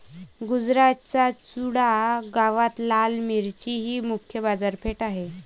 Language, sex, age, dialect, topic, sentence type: Marathi, female, 25-30, Varhadi, agriculture, statement